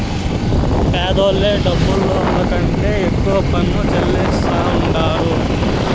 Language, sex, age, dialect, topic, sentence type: Telugu, male, 25-30, Southern, banking, statement